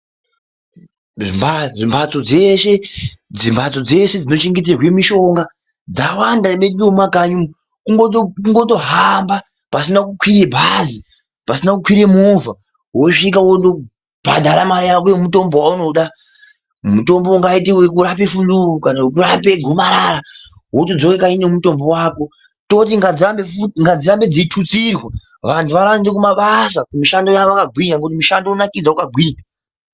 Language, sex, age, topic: Ndau, male, 25-35, health